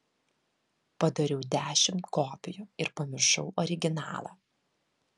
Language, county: Lithuanian, Vilnius